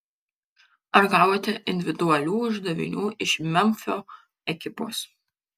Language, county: Lithuanian, Kaunas